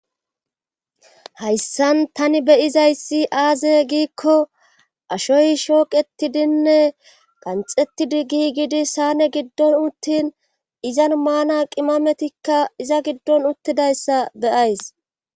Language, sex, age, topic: Gamo, female, 25-35, government